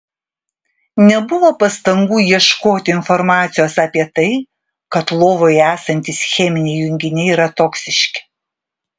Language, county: Lithuanian, Vilnius